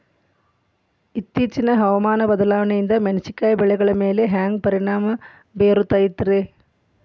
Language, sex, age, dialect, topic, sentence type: Kannada, female, 41-45, Dharwad Kannada, agriculture, question